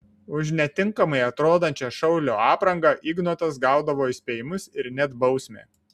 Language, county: Lithuanian, Šiauliai